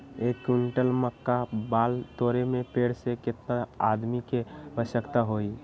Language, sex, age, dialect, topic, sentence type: Magahi, male, 18-24, Western, agriculture, question